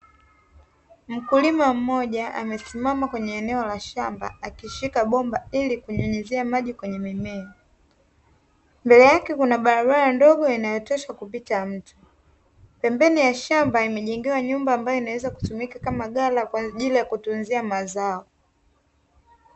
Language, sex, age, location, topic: Swahili, female, 18-24, Dar es Salaam, agriculture